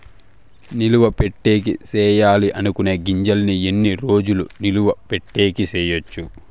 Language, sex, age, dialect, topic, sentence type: Telugu, male, 18-24, Southern, agriculture, question